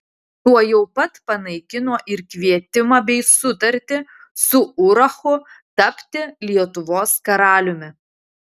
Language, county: Lithuanian, Utena